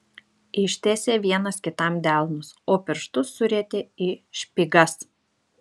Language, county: Lithuanian, Šiauliai